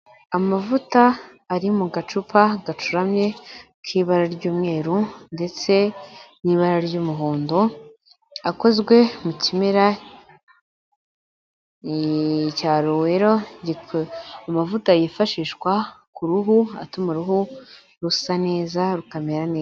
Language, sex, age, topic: Kinyarwanda, female, 18-24, health